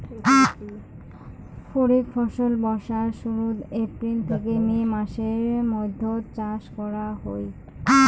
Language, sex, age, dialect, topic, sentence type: Bengali, female, 25-30, Rajbangshi, agriculture, statement